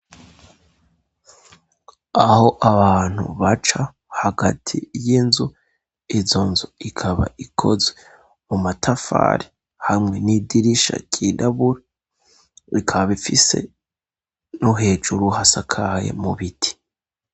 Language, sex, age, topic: Rundi, male, 18-24, education